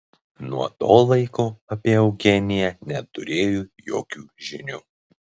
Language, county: Lithuanian, Marijampolė